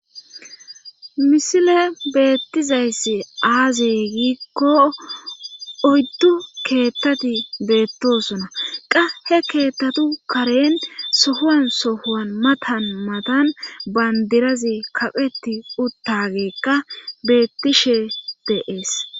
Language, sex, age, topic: Gamo, female, 25-35, government